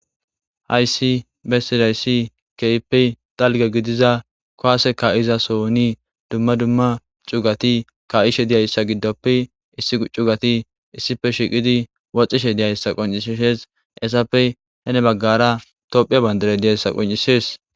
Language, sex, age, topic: Gamo, male, 18-24, government